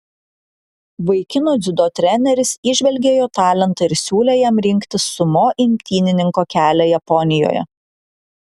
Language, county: Lithuanian, Klaipėda